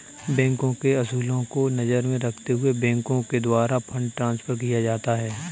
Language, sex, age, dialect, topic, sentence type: Hindi, male, 25-30, Kanauji Braj Bhasha, banking, statement